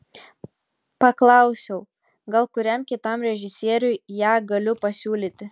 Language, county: Lithuanian, Telšiai